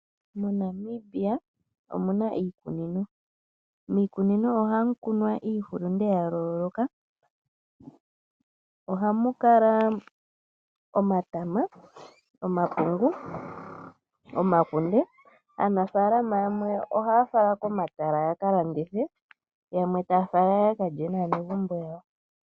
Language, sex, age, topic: Oshiwambo, male, 25-35, agriculture